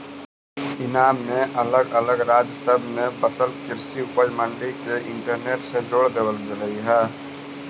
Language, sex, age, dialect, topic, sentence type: Magahi, male, 18-24, Central/Standard, agriculture, statement